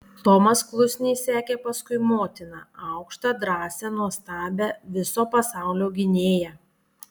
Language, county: Lithuanian, Panevėžys